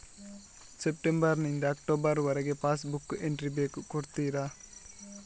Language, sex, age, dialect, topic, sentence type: Kannada, male, 41-45, Coastal/Dakshin, banking, question